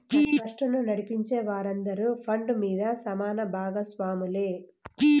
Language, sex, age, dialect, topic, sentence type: Telugu, female, 18-24, Southern, banking, statement